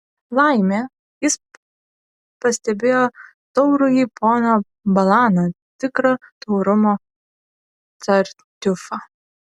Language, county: Lithuanian, Šiauliai